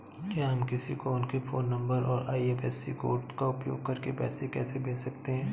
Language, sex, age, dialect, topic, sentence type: Hindi, male, 31-35, Awadhi Bundeli, banking, question